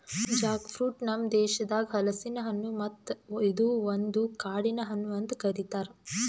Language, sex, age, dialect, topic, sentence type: Kannada, female, 18-24, Northeastern, agriculture, statement